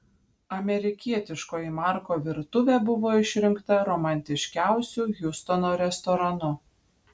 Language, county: Lithuanian, Panevėžys